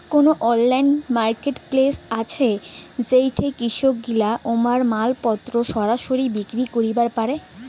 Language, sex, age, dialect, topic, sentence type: Bengali, female, 18-24, Rajbangshi, agriculture, statement